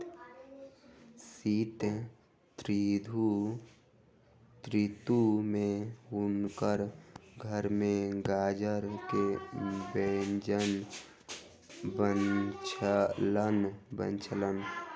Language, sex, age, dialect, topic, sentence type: Maithili, female, 31-35, Southern/Standard, agriculture, statement